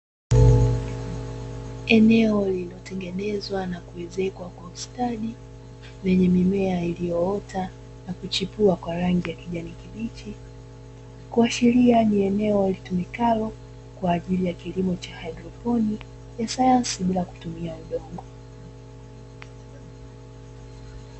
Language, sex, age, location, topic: Swahili, female, 25-35, Dar es Salaam, agriculture